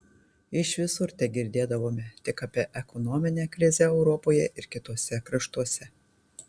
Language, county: Lithuanian, Tauragė